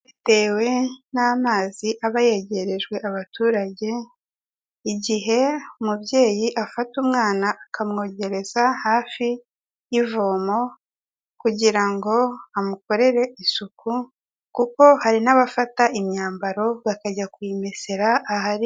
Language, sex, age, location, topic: Kinyarwanda, female, 18-24, Kigali, health